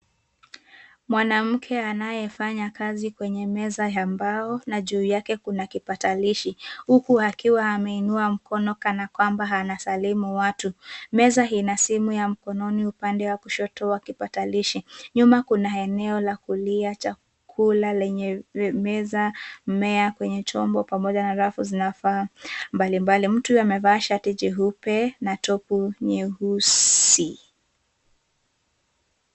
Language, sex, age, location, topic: Swahili, female, 18-24, Nairobi, education